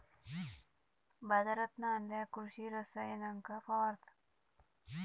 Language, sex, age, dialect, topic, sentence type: Marathi, male, 31-35, Southern Konkan, agriculture, statement